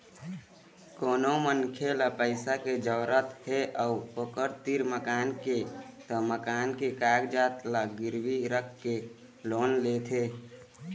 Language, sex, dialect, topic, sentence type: Chhattisgarhi, male, Eastern, banking, statement